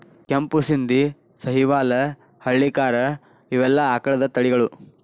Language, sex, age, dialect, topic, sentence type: Kannada, male, 18-24, Dharwad Kannada, agriculture, statement